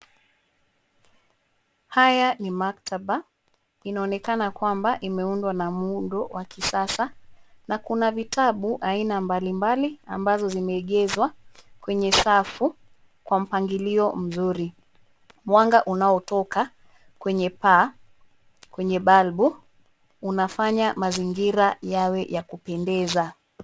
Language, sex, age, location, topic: Swahili, female, 36-49, Nairobi, education